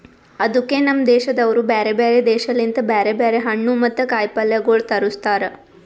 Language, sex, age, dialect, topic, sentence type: Kannada, female, 18-24, Northeastern, agriculture, statement